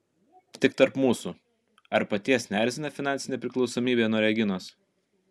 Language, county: Lithuanian, Kaunas